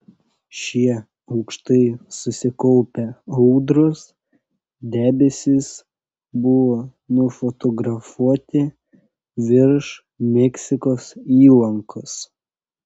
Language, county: Lithuanian, Panevėžys